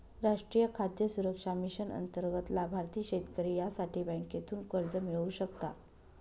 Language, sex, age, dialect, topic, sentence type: Marathi, female, 18-24, Northern Konkan, agriculture, statement